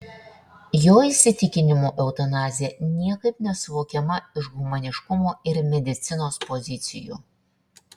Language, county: Lithuanian, Šiauliai